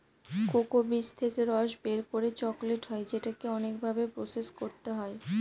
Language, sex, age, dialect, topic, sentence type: Bengali, female, 18-24, Northern/Varendri, agriculture, statement